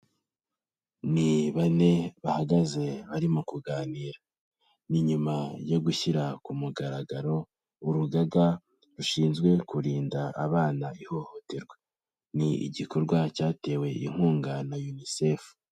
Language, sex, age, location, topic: Kinyarwanda, male, 18-24, Kigali, health